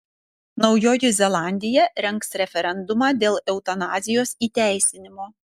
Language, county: Lithuanian, Panevėžys